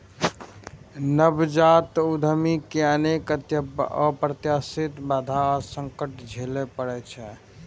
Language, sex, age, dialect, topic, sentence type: Maithili, male, 18-24, Eastern / Thethi, banking, statement